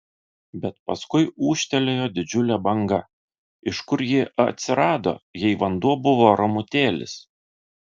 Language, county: Lithuanian, Vilnius